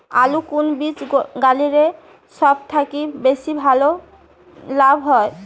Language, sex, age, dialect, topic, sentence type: Bengali, female, 25-30, Rajbangshi, agriculture, question